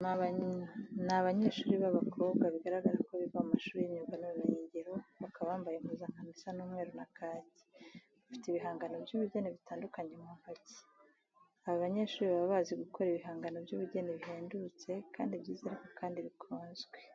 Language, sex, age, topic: Kinyarwanda, female, 36-49, education